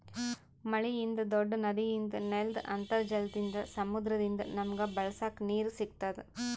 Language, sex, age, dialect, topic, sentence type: Kannada, female, 31-35, Northeastern, agriculture, statement